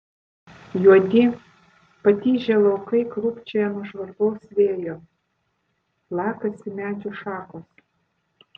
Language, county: Lithuanian, Vilnius